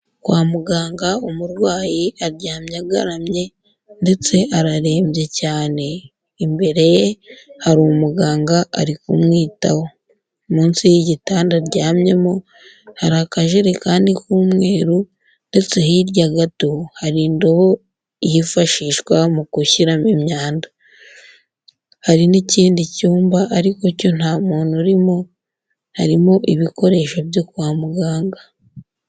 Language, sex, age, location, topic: Kinyarwanda, female, 18-24, Huye, health